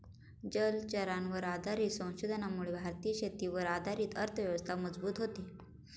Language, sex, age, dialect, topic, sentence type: Marathi, female, 25-30, Standard Marathi, agriculture, statement